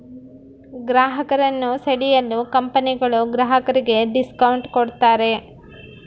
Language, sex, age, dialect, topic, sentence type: Kannada, female, 31-35, Central, banking, statement